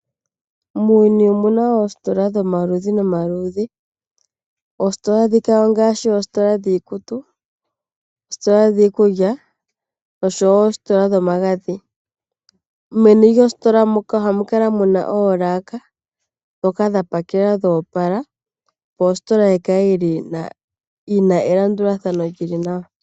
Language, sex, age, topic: Oshiwambo, female, 25-35, finance